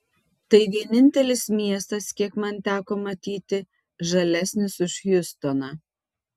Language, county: Lithuanian, Tauragė